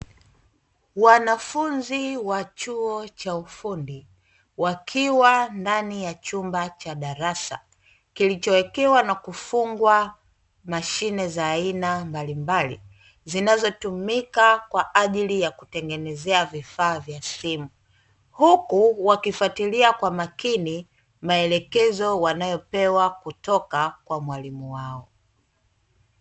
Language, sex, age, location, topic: Swahili, female, 25-35, Dar es Salaam, education